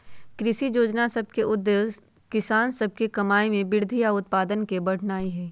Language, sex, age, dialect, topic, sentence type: Magahi, female, 60-100, Western, agriculture, statement